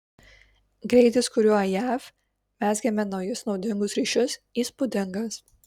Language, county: Lithuanian, Kaunas